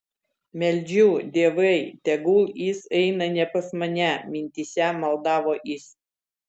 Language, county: Lithuanian, Vilnius